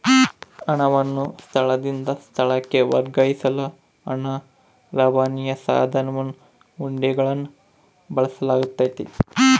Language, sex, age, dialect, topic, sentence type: Kannada, male, 25-30, Central, banking, statement